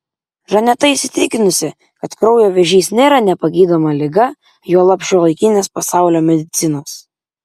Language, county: Lithuanian, Vilnius